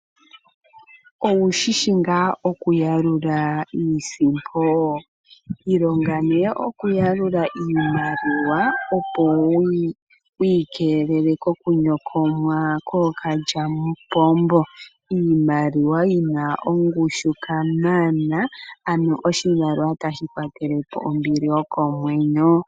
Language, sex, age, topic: Oshiwambo, female, 18-24, finance